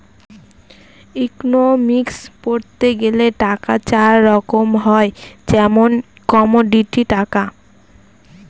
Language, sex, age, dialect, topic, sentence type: Bengali, female, 18-24, Northern/Varendri, banking, statement